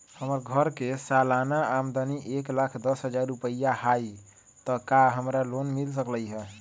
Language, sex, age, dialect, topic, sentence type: Magahi, male, 31-35, Western, banking, question